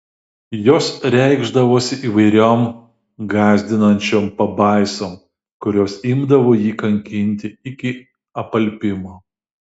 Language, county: Lithuanian, Šiauliai